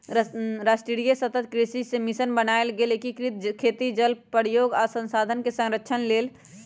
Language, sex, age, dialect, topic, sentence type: Magahi, female, 18-24, Western, agriculture, statement